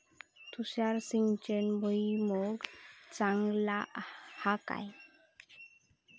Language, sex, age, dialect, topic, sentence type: Marathi, female, 31-35, Southern Konkan, agriculture, question